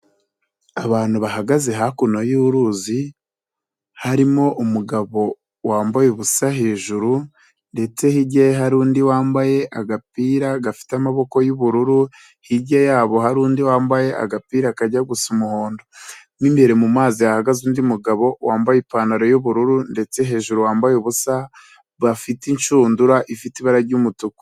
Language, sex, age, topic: Kinyarwanda, male, 25-35, agriculture